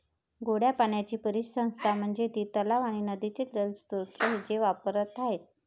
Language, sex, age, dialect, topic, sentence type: Marathi, female, 51-55, Varhadi, agriculture, statement